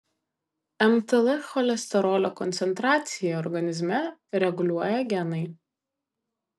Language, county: Lithuanian, Kaunas